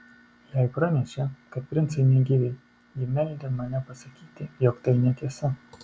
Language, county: Lithuanian, Kaunas